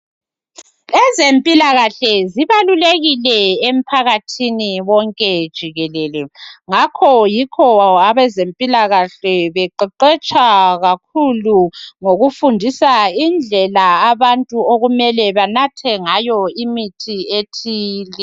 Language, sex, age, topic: North Ndebele, female, 36-49, health